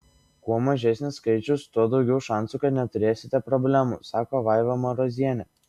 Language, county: Lithuanian, Šiauliai